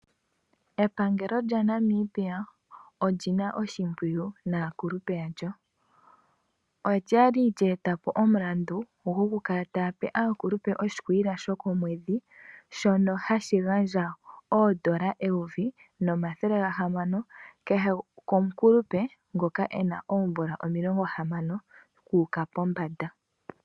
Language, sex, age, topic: Oshiwambo, female, 18-24, finance